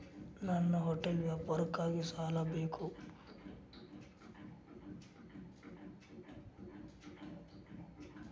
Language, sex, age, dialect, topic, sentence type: Kannada, male, 46-50, Dharwad Kannada, banking, question